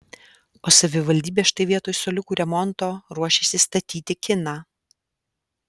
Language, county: Lithuanian, Alytus